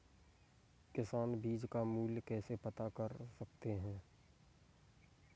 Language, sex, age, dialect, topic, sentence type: Hindi, male, 18-24, Kanauji Braj Bhasha, agriculture, question